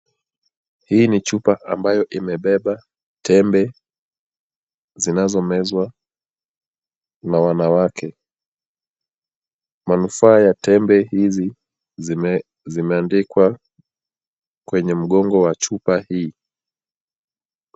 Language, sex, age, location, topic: Swahili, male, 25-35, Kisumu, health